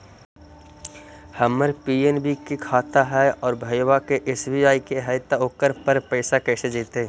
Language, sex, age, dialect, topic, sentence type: Magahi, male, 60-100, Central/Standard, banking, question